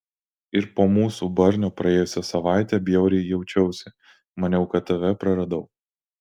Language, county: Lithuanian, Alytus